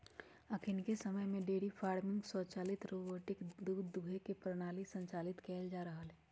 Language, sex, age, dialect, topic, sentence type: Magahi, male, 41-45, Western, agriculture, statement